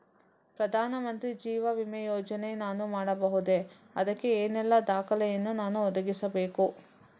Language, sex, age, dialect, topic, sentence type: Kannada, female, 18-24, Coastal/Dakshin, banking, question